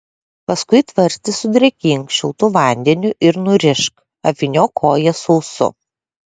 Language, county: Lithuanian, Klaipėda